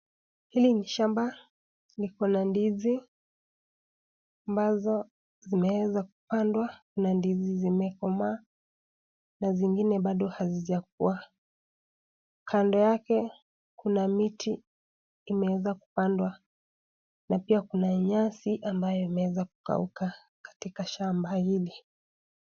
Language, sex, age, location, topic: Swahili, female, 18-24, Kisii, agriculture